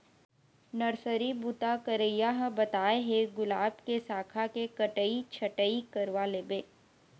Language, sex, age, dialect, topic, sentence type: Chhattisgarhi, female, 18-24, Eastern, agriculture, statement